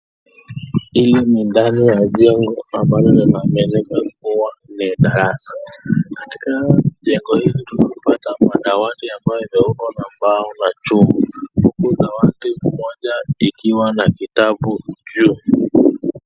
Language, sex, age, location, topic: Swahili, male, 25-35, Nakuru, education